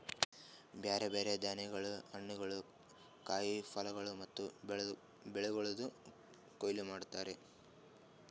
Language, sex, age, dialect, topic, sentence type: Kannada, male, 18-24, Northeastern, agriculture, statement